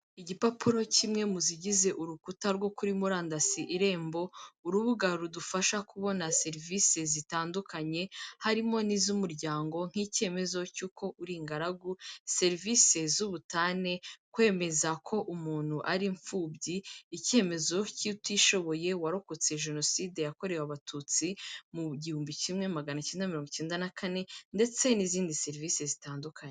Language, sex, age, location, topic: Kinyarwanda, female, 25-35, Kigali, finance